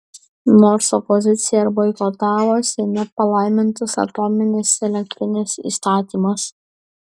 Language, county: Lithuanian, Kaunas